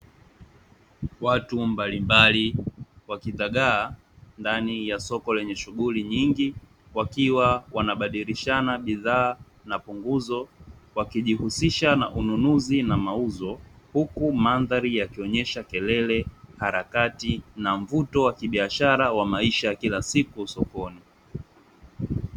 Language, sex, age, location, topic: Swahili, male, 18-24, Dar es Salaam, finance